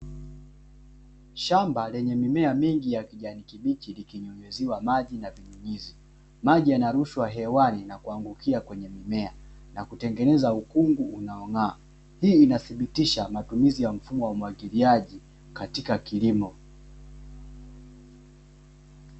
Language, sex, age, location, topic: Swahili, male, 18-24, Dar es Salaam, agriculture